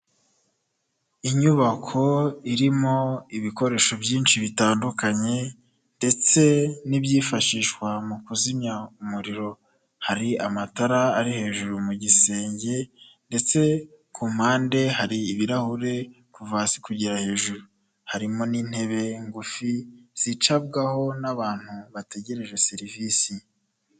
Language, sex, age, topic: Kinyarwanda, male, 25-35, health